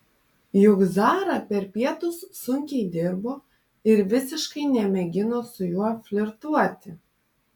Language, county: Lithuanian, Panevėžys